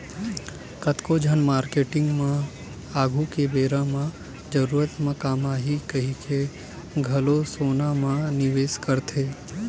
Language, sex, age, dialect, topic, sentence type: Chhattisgarhi, male, 18-24, Western/Budati/Khatahi, banking, statement